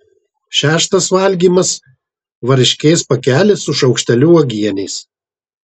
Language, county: Lithuanian, Marijampolė